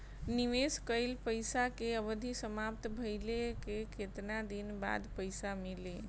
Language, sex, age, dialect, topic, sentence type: Bhojpuri, female, 41-45, Northern, banking, question